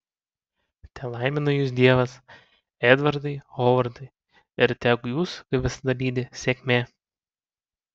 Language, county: Lithuanian, Panevėžys